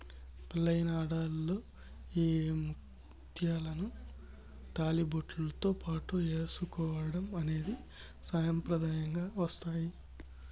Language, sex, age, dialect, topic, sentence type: Telugu, male, 25-30, Southern, agriculture, statement